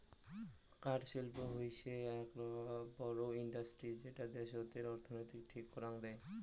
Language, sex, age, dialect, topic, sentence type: Bengali, male, 18-24, Rajbangshi, agriculture, statement